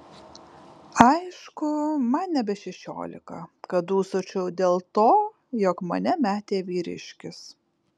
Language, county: Lithuanian, Kaunas